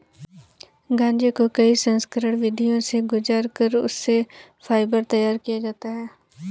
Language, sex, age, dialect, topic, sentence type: Hindi, female, 18-24, Kanauji Braj Bhasha, agriculture, statement